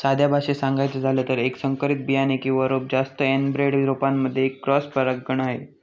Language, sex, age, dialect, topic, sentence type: Marathi, male, 31-35, Northern Konkan, agriculture, statement